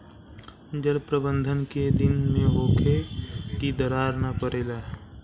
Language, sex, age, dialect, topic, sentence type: Bhojpuri, male, 18-24, Southern / Standard, agriculture, question